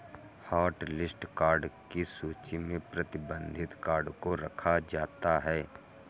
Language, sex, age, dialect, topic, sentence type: Hindi, male, 51-55, Kanauji Braj Bhasha, banking, statement